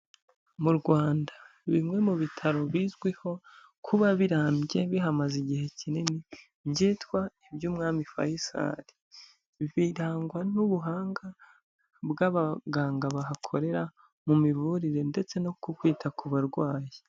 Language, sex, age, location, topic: Kinyarwanda, female, 25-35, Huye, government